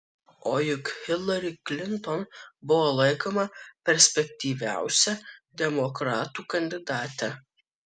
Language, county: Lithuanian, Kaunas